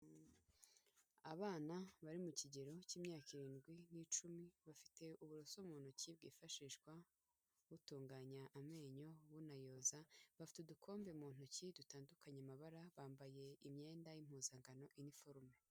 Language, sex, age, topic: Kinyarwanda, female, 18-24, health